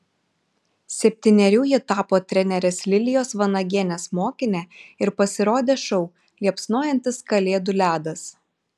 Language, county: Lithuanian, Šiauliai